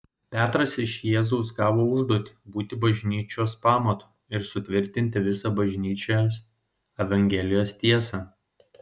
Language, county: Lithuanian, Šiauliai